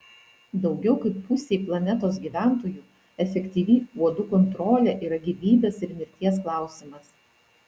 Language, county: Lithuanian, Vilnius